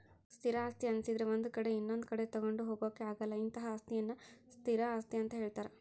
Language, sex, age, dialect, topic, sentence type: Kannada, female, 60-100, Central, banking, statement